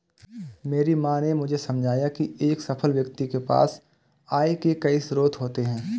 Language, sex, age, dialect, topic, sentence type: Hindi, male, 25-30, Awadhi Bundeli, banking, statement